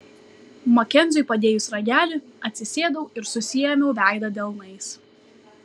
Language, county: Lithuanian, Kaunas